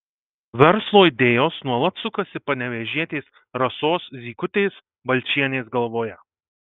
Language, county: Lithuanian, Marijampolė